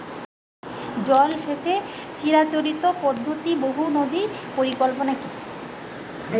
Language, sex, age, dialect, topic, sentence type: Bengali, female, 41-45, Standard Colloquial, agriculture, question